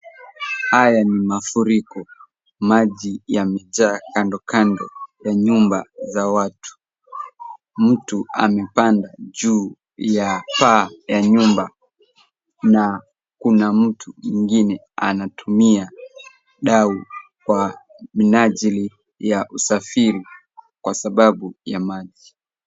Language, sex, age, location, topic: Swahili, male, 18-24, Nairobi, health